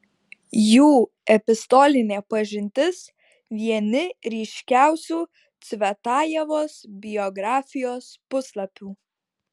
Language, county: Lithuanian, Šiauliai